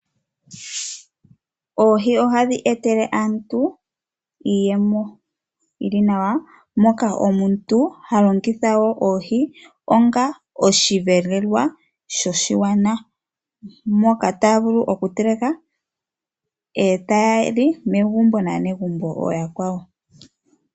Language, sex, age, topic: Oshiwambo, female, 25-35, agriculture